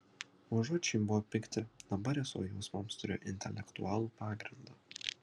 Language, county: Lithuanian, Kaunas